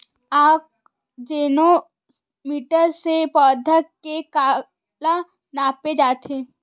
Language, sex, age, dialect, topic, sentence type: Chhattisgarhi, female, 18-24, Western/Budati/Khatahi, agriculture, question